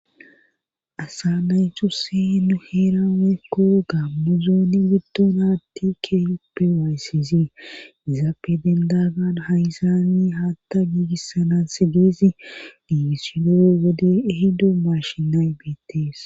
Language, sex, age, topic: Gamo, female, 25-35, government